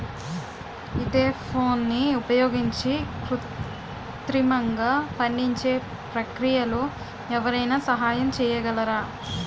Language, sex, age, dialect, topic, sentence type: Telugu, female, 18-24, Utterandhra, agriculture, question